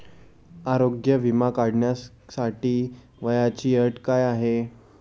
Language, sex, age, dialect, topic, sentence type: Marathi, male, 18-24, Standard Marathi, banking, question